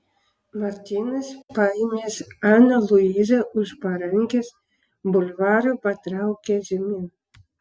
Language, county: Lithuanian, Klaipėda